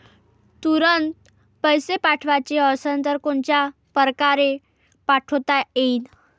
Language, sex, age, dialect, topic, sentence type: Marathi, female, 18-24, Varhadi, banking, question